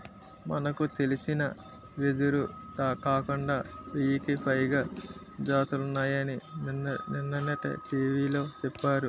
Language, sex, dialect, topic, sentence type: Telugu, male, Utterandhra, agriculture, statement